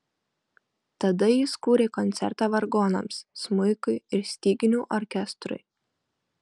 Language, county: Lithuanian, Marijampolė